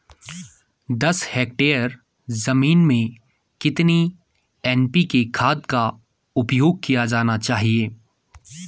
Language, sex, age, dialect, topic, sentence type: Hindi, male, 18-24, Garhwali, agriculture, question